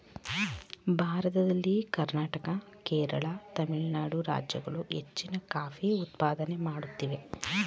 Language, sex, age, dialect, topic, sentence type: Kannada, female, 18-24, Mysore Kannada, agriculture, statement